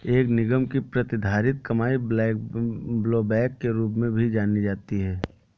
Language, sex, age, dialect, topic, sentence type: Hindi, male, 18-24, Awadhi Bundeli, banking, statement